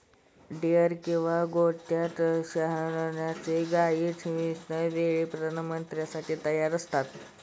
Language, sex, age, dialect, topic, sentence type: Marathi, male, 25-30, Standard Marathi, agriculture, statement